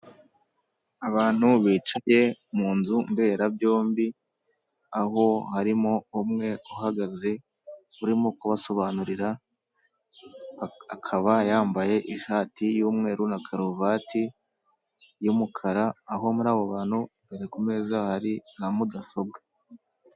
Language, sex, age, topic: Kinyarwanda, male, 25-35, government